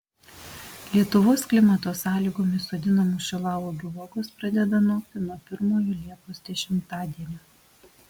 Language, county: Lithuanian, Alytus